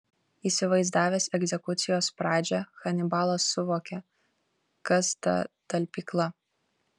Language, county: Lithuanian, Kaunas